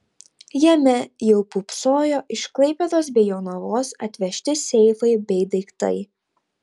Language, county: Lithuanian, Tauragė